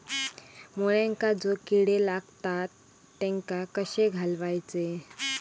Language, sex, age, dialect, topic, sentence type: Marathi, female, 31-35, Southern Konkan, agriculture, question